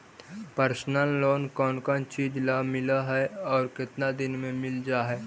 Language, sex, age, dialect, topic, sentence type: Magahi, male, 18-24, Central/Standard, banking, question